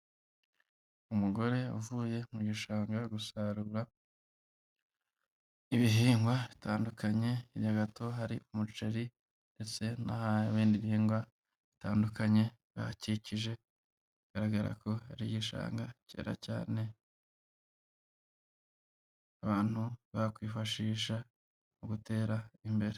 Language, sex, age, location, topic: Kinyarwanda, male, 25-35, Huye, agriculture